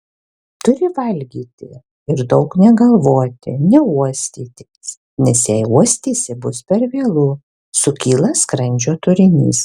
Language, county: Lithuanian, Alytus